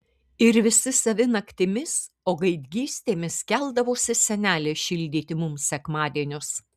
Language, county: Lithuanian, Kaunas